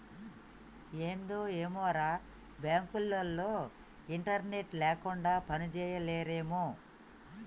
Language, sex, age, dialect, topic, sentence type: Telugu, female, 31-35, Telangana, banking, statement